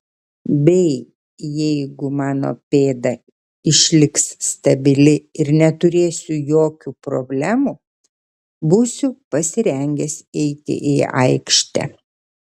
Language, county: Lithuanian, Kaunas